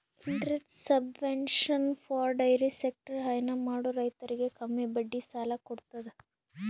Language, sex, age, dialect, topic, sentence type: Kannada, female, 18-24, Northeastern, agriculture, statement